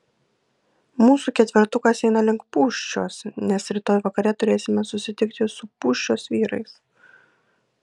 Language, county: Lithuanian, Kaunas